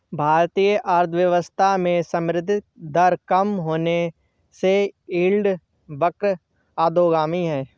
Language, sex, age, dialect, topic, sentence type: Hindi, male, 25-30, Awadhi Bundeli, banking, statement